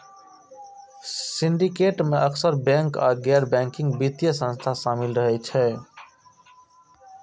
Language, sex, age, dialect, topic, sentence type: Maithili, male, 25-30, Eastern / Thethi, banking, statement